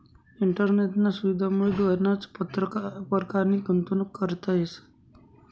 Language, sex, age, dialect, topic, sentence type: Marathi, male, 56-60, Northern Konkan, banking, statement